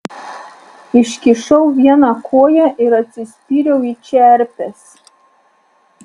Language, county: Lithuanian, Alytus